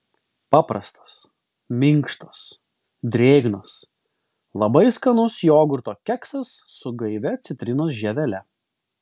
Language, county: Lithuanian, Vilnius